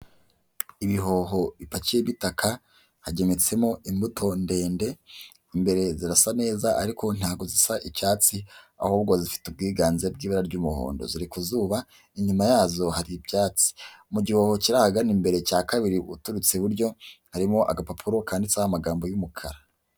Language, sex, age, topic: Kinyarwanda, male, 25-35, health